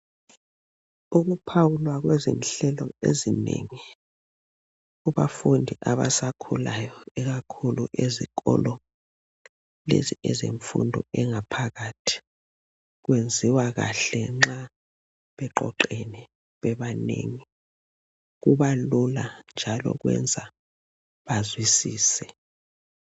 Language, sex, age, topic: North Ndebele, male, 36-49, education